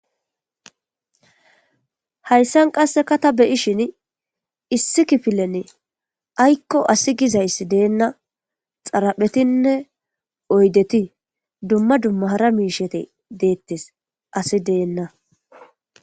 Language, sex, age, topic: Gamo, female, 25-35, government